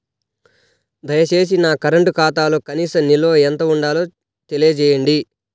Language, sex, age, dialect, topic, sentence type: Telugu, male, 18-24, Central/Coastal, banking, statement